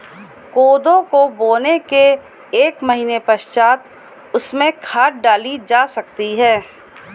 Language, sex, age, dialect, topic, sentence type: Hindi, female, 18-24, Kanauji Braj Bhasha, agriculture, statement